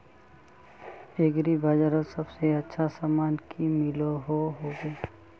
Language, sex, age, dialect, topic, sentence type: Magahi, male, 25-30, Northeastern/Surjapuri, agriculture, question